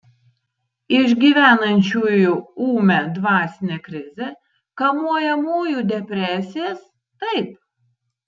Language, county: Lithuanian, Tauragė